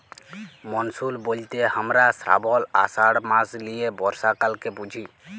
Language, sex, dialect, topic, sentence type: Bengali, male, Jharkhandi, agriculture, statement